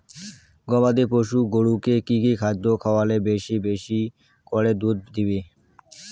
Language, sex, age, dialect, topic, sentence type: Bengali, male, 18-24, Rajbangshi, agriculture, question